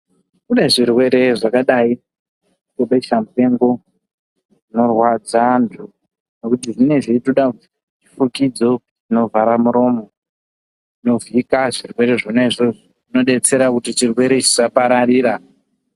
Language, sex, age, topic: Ndau, male, 18-24, health